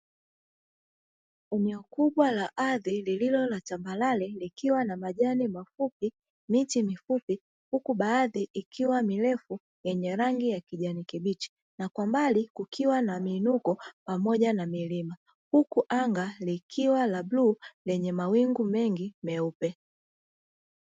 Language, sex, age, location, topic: Swahili, female, 36-49, Dar es Salaam, agriculture